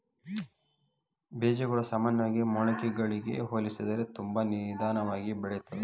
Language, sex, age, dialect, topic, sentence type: Kannada, male, 18-24, Dharwad Kannada, agriculture, statement